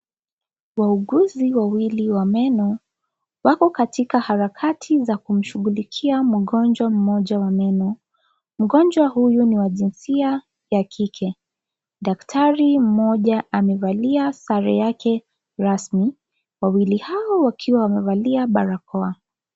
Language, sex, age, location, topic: Swahili, female, 25-35, Kisii, health